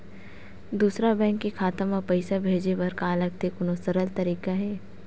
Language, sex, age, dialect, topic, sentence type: Chhattisgarhi, female, 56-60, Western/Budati/Khatahi, banking, question